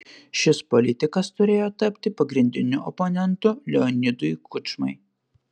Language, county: Lithuanian, Panevėžys